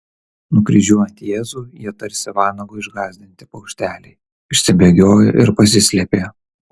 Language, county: Lithuanian, Kaunas